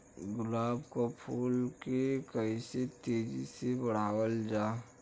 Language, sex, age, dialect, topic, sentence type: Bhojpuri, male, 25-30, Western, agriculture, question